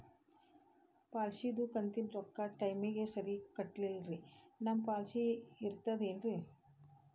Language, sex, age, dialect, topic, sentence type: Kannada, female, 51-55, Dharwad Kannada, banking, question